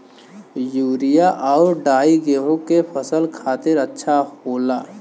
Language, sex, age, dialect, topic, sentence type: Bhojpuri, male, 18-24, Western, agriculture, statement